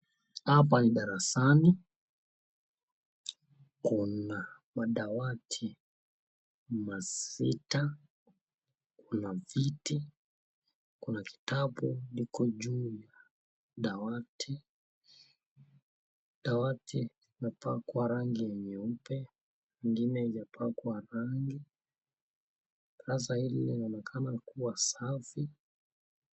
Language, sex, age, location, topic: Swahili, male, 25-35, Nakuru, education